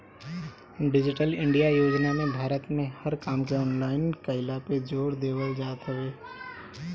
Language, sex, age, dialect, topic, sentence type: Bhojpuri, male, 31-35, Northern, banking, statement